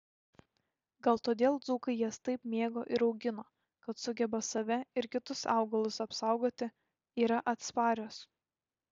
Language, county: Lithuanian, Šiauliai